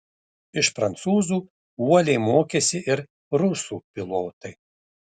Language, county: Lithuanian, Šiauliai